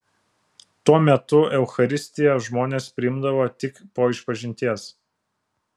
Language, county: Lithuanian, Vilnius